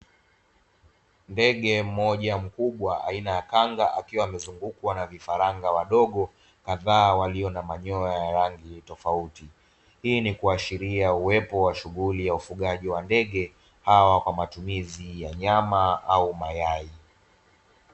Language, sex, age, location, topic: Swahili, male, 25-35, Dar es Salaam, agriculture